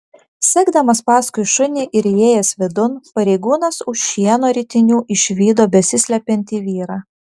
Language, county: Lithuanian, Vilnius